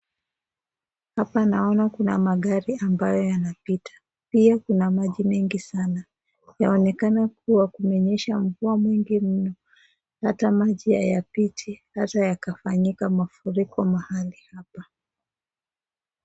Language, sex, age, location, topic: Swahili, female, 25-35, Nakuru, health